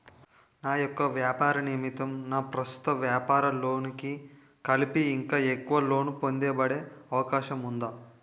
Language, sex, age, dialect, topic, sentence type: Telugu, male, 18-24, Utterandhra, banking, question